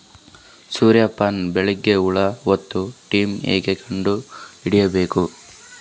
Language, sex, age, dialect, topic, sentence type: Kannada, male, 18-24, Northeastern, agriculture, question